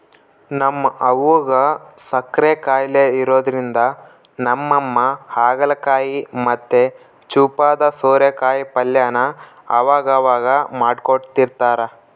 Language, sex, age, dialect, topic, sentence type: Kannada, male, 18-24, Central, agriculture, statement